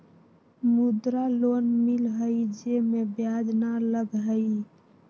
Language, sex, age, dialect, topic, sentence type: Magahi, female, 18-24, Western, banking, question